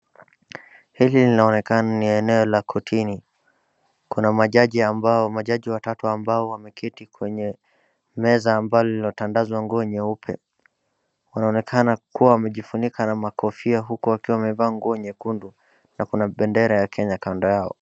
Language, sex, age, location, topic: Swahili, male, 36-49, Wajir, government